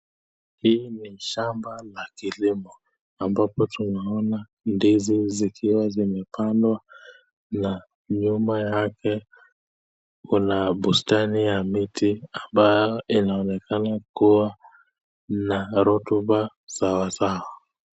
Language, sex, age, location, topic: Swahili, male, 25-35, Nakuru, agriculture